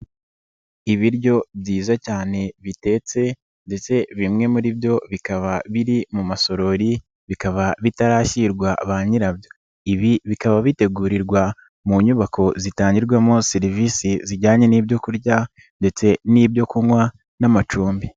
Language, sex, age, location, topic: Kinyarwanda, male, 25-35, Nyagatare, finance